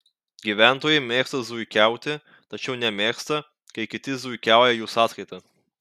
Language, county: Lithuanian, Kaunas